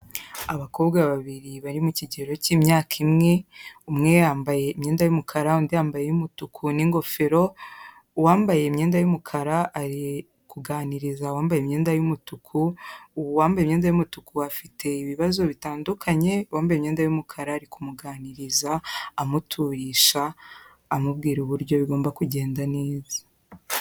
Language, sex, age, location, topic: Kinyarwanda, female, 18-24, Kigali, health